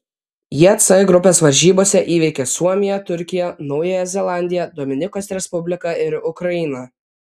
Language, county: Lithuanian, Vilnius